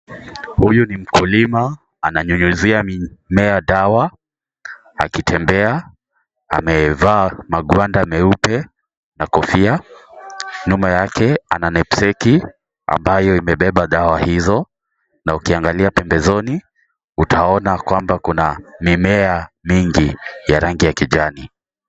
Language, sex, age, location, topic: Swahili, male, 18-24, Kisii, health